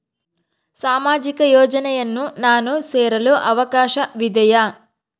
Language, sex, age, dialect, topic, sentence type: Kannada, female, 31-35, Central, banking, question